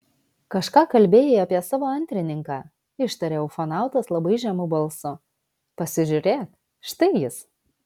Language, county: Lithuanian, Vilnius